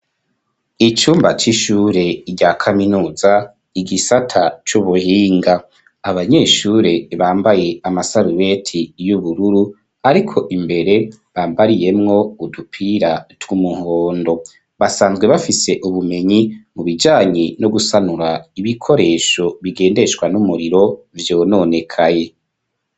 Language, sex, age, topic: Rundi, male, 25-35, education